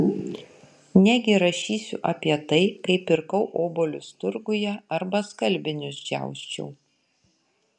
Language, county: Lithuanian, Kaunas